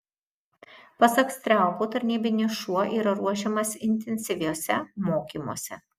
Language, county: Lithuanian, Marijampolė